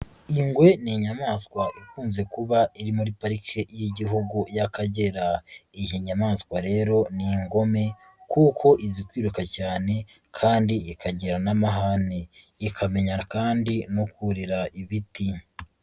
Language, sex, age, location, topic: Kinyarwanda, female, 36-49, Nyagatare, agriculture